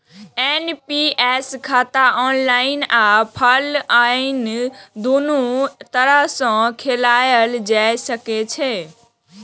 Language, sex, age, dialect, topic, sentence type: Maithili, female, 18-24, Eastern / Thethi, banking, statement